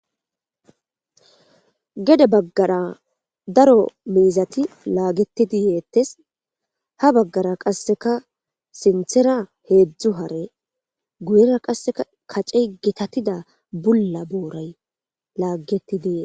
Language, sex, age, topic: Gamo, female, 18-24, agriculture